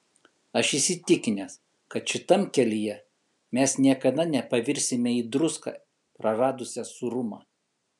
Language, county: Lithuanian, Kaunas